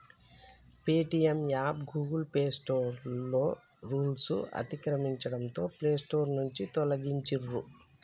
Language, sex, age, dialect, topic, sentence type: Telugu, female, 36-40, Telangana, banking, statement